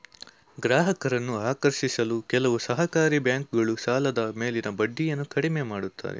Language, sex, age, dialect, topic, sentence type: Kannada, male, 18-24, Mysore Kannada, banking, statement